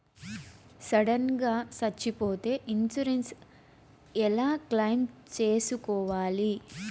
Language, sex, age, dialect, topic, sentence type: Telugu, female, 25-30, Southern, banking, question